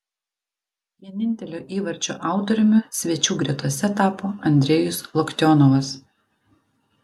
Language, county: Lithuanian, Vilnius